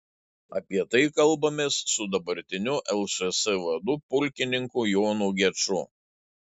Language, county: Lithuanian, Šiauliai